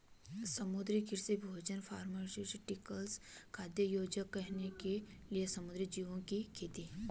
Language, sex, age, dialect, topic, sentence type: Hindi, female, 25-30, Garhwali, agriculture, statement